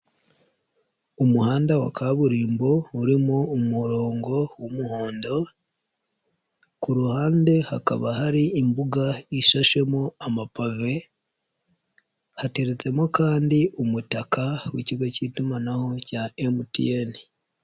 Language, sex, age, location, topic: Kinyarwanda, male, 25-35, Nyagatare, finance